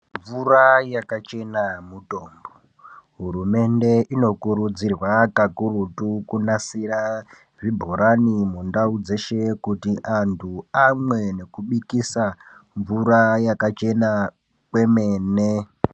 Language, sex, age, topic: Ndau, male, 18-24, health